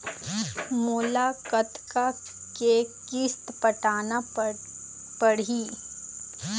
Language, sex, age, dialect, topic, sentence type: Chhattisgarhi, female, 25-30, Eastern, banking, question